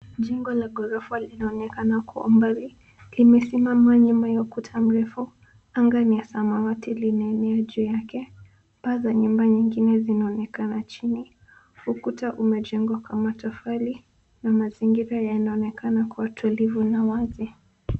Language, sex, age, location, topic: Swahili, female, 18-24, Nairobi, finance